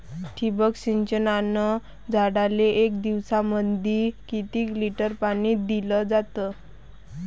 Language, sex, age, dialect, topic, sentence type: Marathi, male, 31-35, Varhadi, agriculture, question